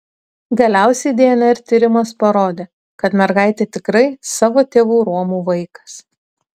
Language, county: Lithuanian, Tauragė